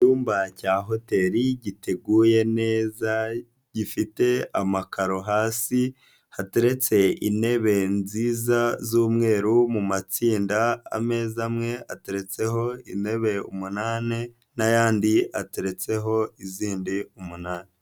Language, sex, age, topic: Kinyarwanda, male, 25-35, finance